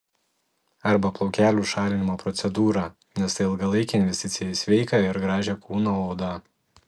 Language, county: Lithuanian, Telšiai